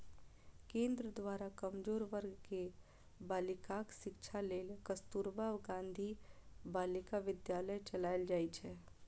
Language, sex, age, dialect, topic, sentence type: Maithili, female, 31-35, Eastern / Thethi, banking, statement